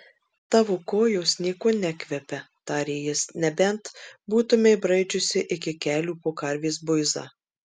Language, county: Lithuanian, Marijampolė